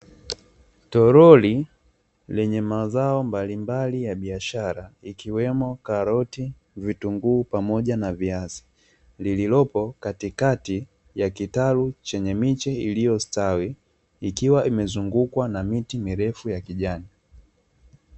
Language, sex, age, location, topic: Swahili, male, 18-24, Dar es Salaam, agriculture